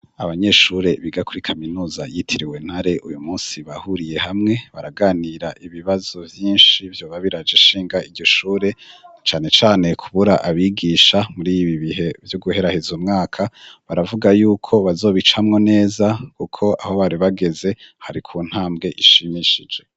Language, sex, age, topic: Rundi, male, 25-35, education